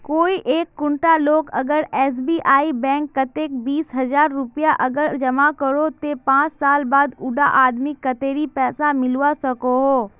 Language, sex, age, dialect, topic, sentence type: Magahi, female, 25-30, Northeastern/Surjapuri, banking, question